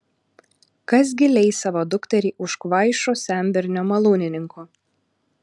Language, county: Lithuanian, Alytus